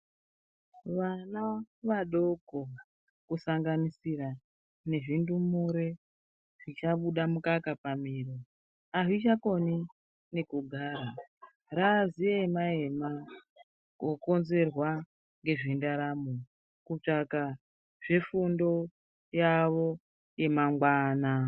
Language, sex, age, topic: Ndau, female, 36-49, education